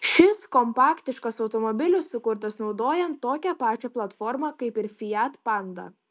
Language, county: Lithuanian, Panevėžys